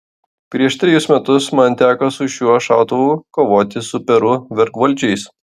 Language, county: Lithuanian, Klaipėda